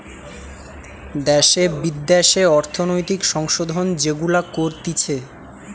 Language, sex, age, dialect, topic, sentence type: Bengali, male, 18-24, Western, banking, statement